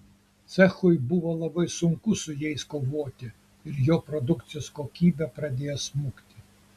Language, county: Lithuanian, Kaunas